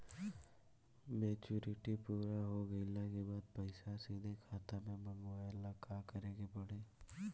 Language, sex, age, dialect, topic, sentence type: Bhojpuri, male, 18-24, Southern / Standard, banking, question